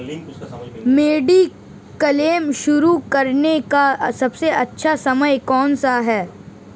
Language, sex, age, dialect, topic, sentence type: Hindi, male, 18-24, Marwari Dhudhari, banking, question